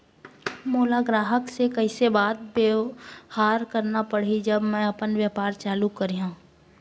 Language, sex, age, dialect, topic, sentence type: Chhattisgarhi, female, 31-35, Central, agriculture, question